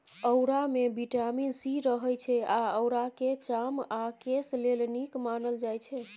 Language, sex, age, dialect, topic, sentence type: Maithili, female, 25-30, Bajjika, agriculture, statement